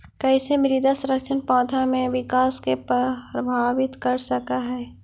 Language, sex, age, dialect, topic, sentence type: Magahi, female, 56-60, Central/Standard, agriculture, statement